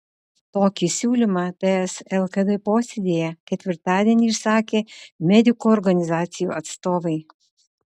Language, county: Lithuanian, Utena